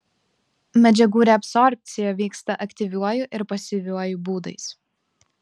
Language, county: Lithuanian, Klaipėda